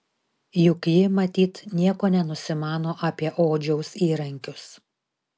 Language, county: Lithuanian, Telšiai